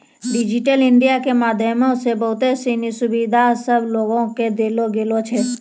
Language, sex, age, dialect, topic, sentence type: Maithili, female, 36-40, Angika, banking, statement